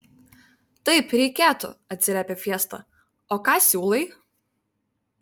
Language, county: Lithuanian, Vilnius